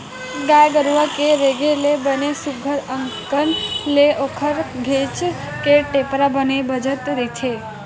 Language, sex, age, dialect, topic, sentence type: Chhattisgarhi, female, 18-24, Western/Budati/Khatahi, agriculture, statement